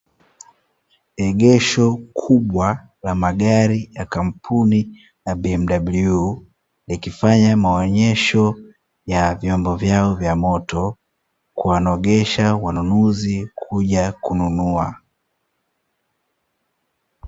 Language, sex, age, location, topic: Swahili, male, 18-24, Dar es Salaam, finance